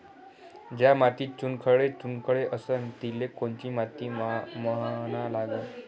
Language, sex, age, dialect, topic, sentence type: Marathi, male, 25-30, Varhadi, agriculture, question